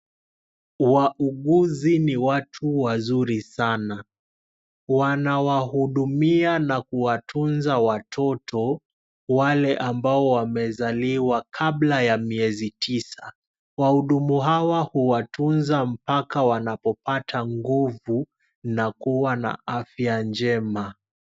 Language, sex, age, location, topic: Swahili, male, 18-24, Kisumu, health